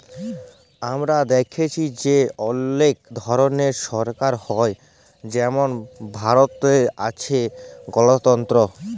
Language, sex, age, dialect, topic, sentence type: Bengali, male, 18-24, Jharkhandi, banking, statement